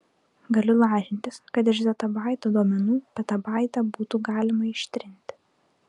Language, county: Lithuanian, Klaipėda